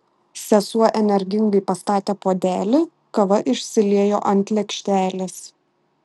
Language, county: Lithuanian, Šiauliai